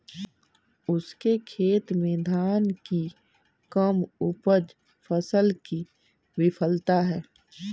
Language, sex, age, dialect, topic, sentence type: Hindi, male, 18-24, Kanauji Braj Bhasha, agriculture, statement